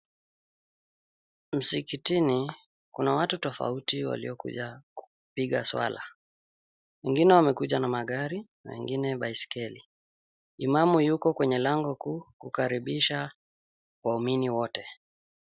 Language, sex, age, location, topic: Swahili, male, 18-24, Mombasa, government